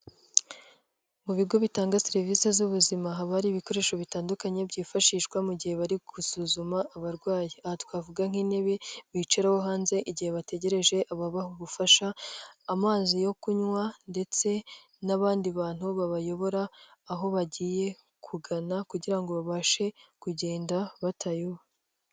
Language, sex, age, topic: Kinyarwanda, female, 18-24, health